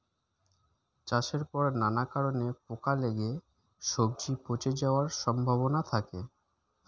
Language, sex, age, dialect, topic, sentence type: Bengali, male, 25-30, Standard Colloquial, agriculture, statement